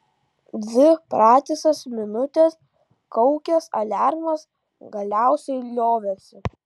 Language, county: Lithuanian, Kaunas